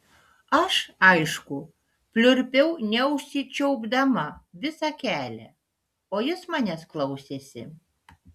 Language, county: Lithuanian, Panevėžys